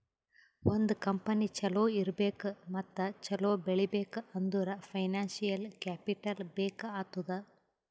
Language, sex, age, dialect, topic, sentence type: Kannada, female, 18-24, Northeastern, banking, statement